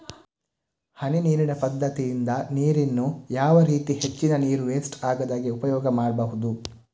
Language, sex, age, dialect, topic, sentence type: Kannada, male, 18-24, Coastal/Dakshin, agriculture, question